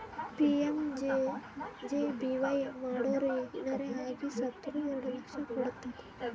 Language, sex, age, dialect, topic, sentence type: Kannada, female, 18-24, Northeastern, banking, statement